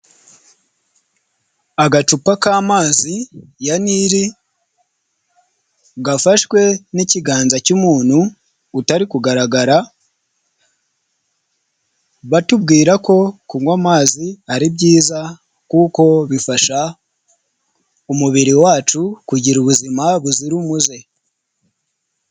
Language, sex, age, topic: Kinyarwanda, male, 25-35, health